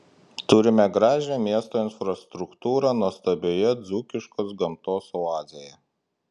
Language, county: Lithuanian, Klaipėda